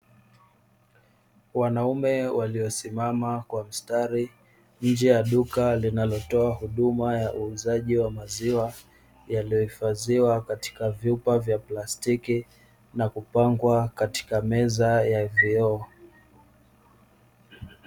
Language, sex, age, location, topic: Swahili, male, 25-35, Dar es Salaam, finance